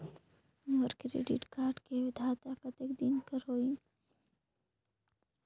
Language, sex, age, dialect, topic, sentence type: Chhattisgarhi, female, 25-30, Northern/Bhandar, banking, question